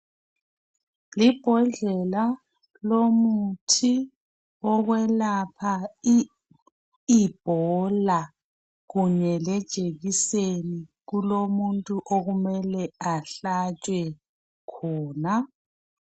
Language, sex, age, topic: North Ndebele, female, 36-49, health